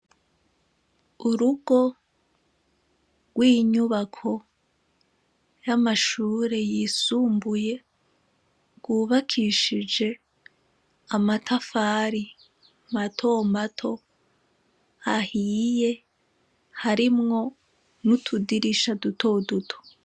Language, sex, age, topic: Rundi, female, 25-35, education